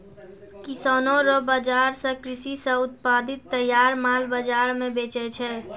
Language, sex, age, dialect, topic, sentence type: Maithili, female, 46-50, Angika, agriculture, statement